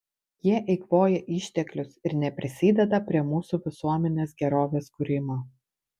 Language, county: Lithuanian, Panevėžys